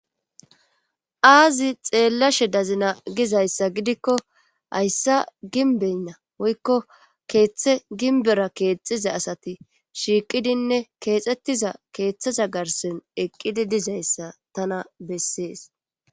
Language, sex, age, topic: Gamo, female, 25-35, government